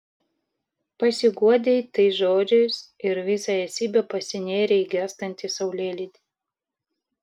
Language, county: Lithuanian, Vilnius